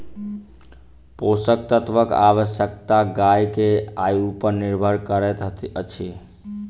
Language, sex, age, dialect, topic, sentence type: Maithili, male, 25-30, Southern/Standard, agriculture, statement